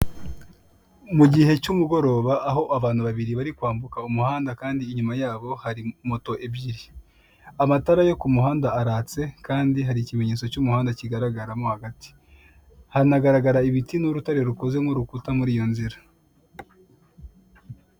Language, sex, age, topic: Kinyarwanda, male, 25-35, government